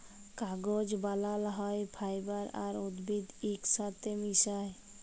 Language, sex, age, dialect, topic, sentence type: Bengali, male, 36-40, Jharkhandi, agriculture, statement